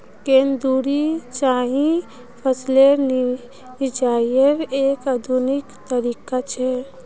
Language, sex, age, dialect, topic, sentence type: Magahi, female, 18-24, Northeastern/Surjapuri, agriculture, statement